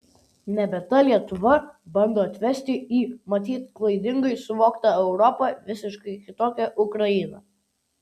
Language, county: Lithuanian, Vilnius